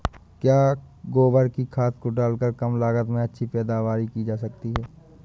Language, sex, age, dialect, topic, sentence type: Hindi, male, 18-24, Awadhi Bundeli, agriculture, question